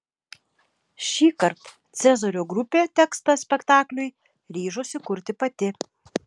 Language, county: Lithuanian, Šiauliai